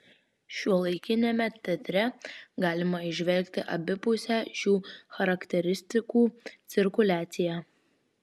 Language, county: Lithuanian, Vilnius